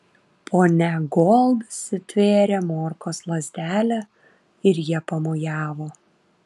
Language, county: Lithuanian, Vilnius